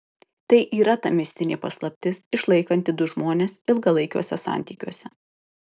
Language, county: Lithuanian, Kaunas